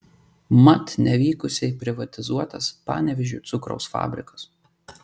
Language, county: Lithuanian, Marijampolė